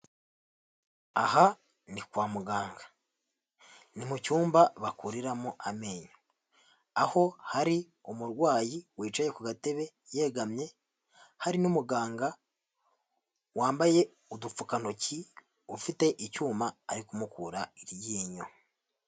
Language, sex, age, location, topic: Kinyarwanda, male, 50+, Huye, health